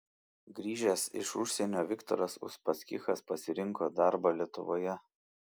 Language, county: Lithuanian, Šiauliai